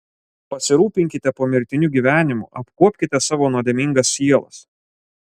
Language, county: Lithuanian, Klaipėda